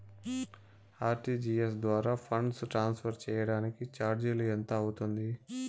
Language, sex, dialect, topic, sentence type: Telugu, male, Southern, banking, question